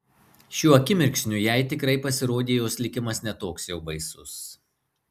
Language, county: Lithuanian, Marijampolė